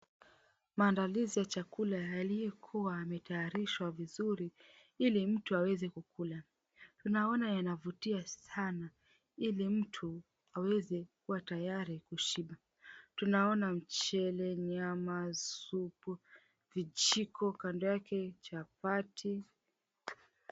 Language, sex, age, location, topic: Swahili, female, 25-35, Mombasa, agriculture